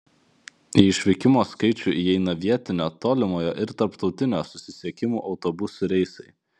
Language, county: Lithuanian, Vilnius